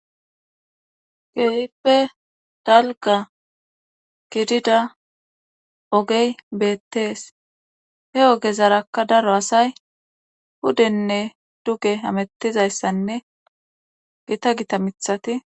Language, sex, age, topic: Gamo, female, 36-49, government